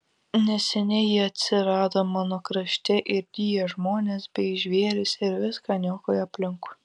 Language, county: Lithuanian, Vilnius